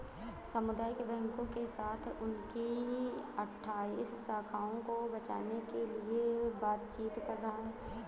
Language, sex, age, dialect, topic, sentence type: Hindi, female, 25-30, Awadhi Bundeli, banking, statement